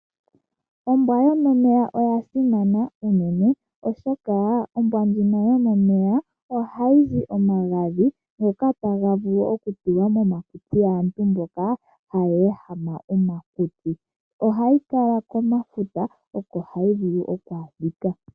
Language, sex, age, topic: Oshiwambo, female, 18-24, agriculture